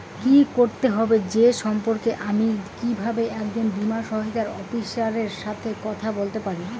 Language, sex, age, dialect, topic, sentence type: Bengali, female, 25-30, Rajbangshi, banking, question